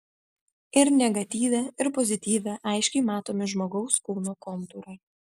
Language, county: Lithuanian, Vilnius